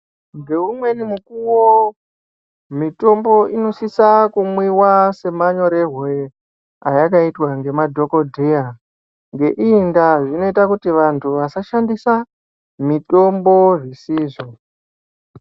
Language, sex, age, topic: Ndau, male, 25-35, health